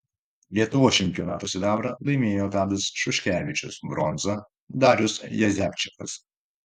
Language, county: Lithuanian, Vilnius